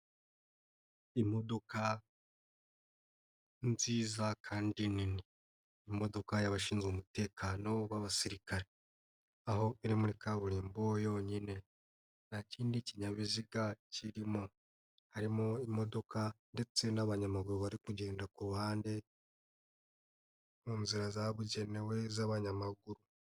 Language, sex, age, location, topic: Kinyarwanda, male, 25-35, Nyagatare, finance